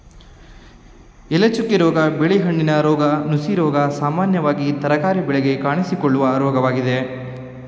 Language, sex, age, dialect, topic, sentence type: Kannada, male, 18-24, Mysore Kannada, agriculture, statement